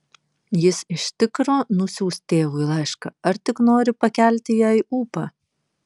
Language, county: Lithuanian, Vilnius